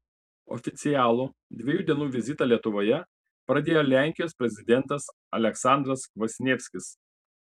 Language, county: Lithuanian, Panevėžys